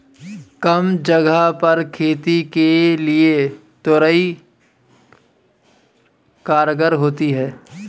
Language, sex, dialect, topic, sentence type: Hindi, male, Marwari Dhudhari, agriculture, statement